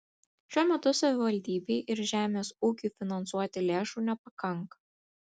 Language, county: Lithuanian, Kaunas